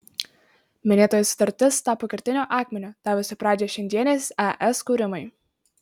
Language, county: Lithuanian, Marijampolė